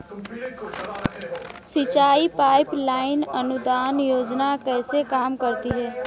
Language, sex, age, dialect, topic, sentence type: Hindi, female, 18-24, Marwari Dhudhari, agriculture, question